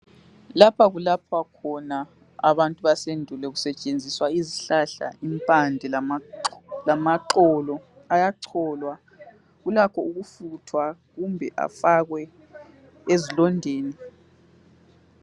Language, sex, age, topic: North Ndebele, female, 25-35, health